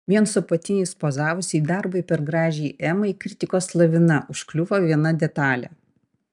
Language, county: Lithuanian, Panevėžys